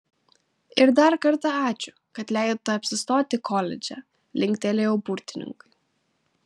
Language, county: Lithuanian, Kaunas